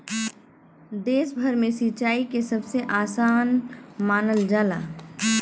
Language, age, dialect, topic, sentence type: Bhojpuri, 31-35, Western, agriculture, statement